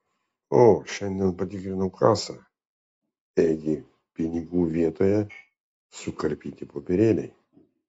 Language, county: Lithuanian, Vilnius